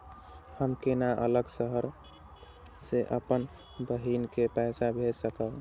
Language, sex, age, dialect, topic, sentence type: Maithili, male, 18-24, Eastern / Thethi, banking, question